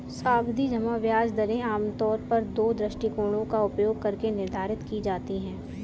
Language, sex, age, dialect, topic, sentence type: Hindi, female, 18-24, Kanauji Braj Bhasha, banking, statement